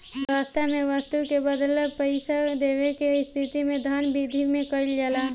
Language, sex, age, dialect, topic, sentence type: Bhojpuri, female, 18-24, Southern / Standard, banking, statement